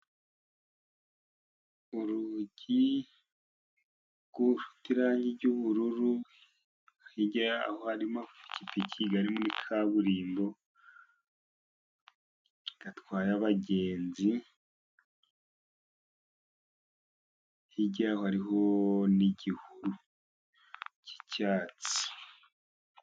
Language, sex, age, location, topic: Kinyarwanda, male, 50+, Musanze, government